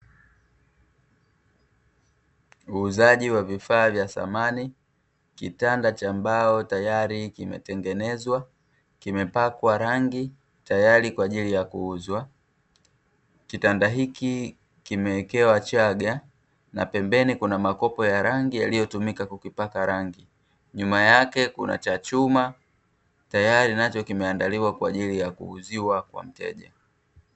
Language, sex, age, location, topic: Swahili, male, 36-49, Dar es Salaam, finance